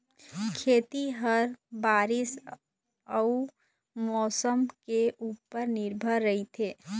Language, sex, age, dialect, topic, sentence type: Chhattisgarhi, female, 25-30, Eastern, agriculture, statement